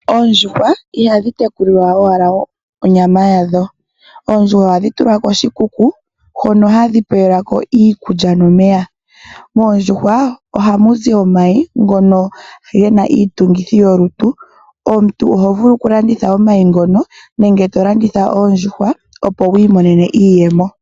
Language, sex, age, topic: Oshiwambo, female, 25-35, agriculture